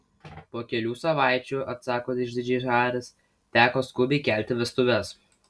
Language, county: Lithuanian, Vilnius